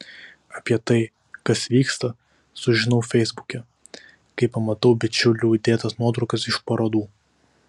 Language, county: Lithuanian, Vilnius